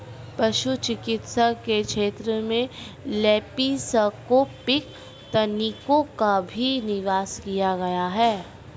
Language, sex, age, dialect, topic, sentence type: Hindi, female, 18-24, Marwari Dhudhari, agriculture, statement